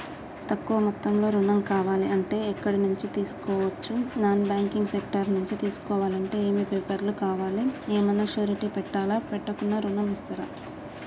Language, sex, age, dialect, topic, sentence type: Telugu, female, 25-30, Telangana, banking, question